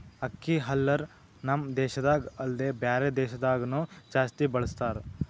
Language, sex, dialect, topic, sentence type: Kannada, male, Northeastern, agriculture, statement